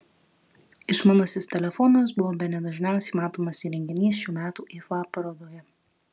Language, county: Lithuanian, Kaunas